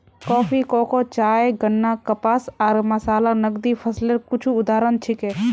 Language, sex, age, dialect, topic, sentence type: Magahi, female, 18-24, Northeastern/Surjapuri, agriculture, statement